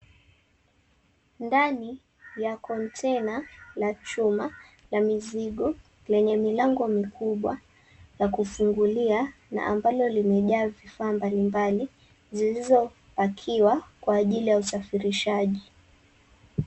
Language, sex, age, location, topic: Swahili, male, 18-24, Mombasa, government